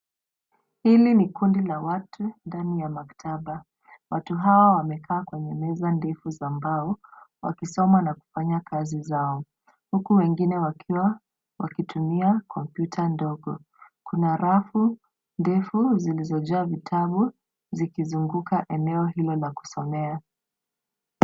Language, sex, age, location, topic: Swahili, female, 25-35, Nairobi, education